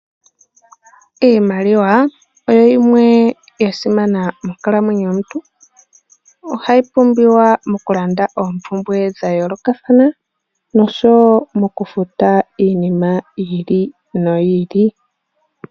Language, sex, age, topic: Oshiwambo, male, 18-24, finance